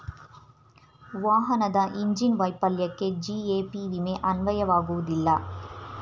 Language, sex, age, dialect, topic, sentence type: Kannada, female, 25-30, Mysore Kannada, banking, statement